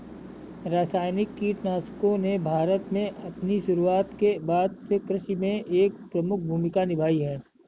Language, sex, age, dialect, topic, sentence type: Hindi, male, 25-30, Kanauji Braj Bhasha, agriculture, statement